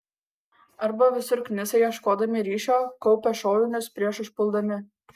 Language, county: Lithuanian, Kaunas